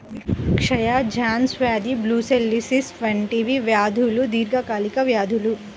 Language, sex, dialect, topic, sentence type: Telugu, female, Central/Coastal, agriculture, statement